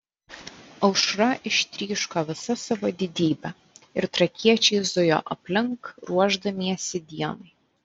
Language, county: Lithuanian, Vilnius